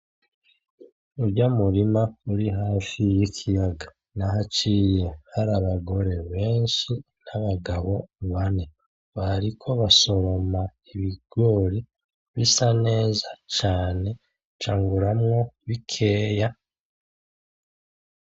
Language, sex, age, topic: Rundi, male, 36-49, agriculture